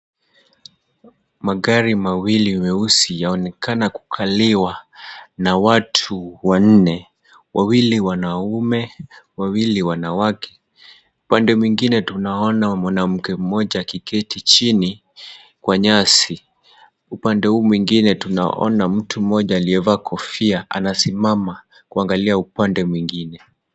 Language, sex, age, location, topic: Swahili, male, 18-24, Kisumu, finance